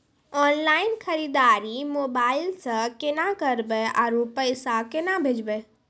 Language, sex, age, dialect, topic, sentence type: Maithili, female, 18-24, Angika, banking, question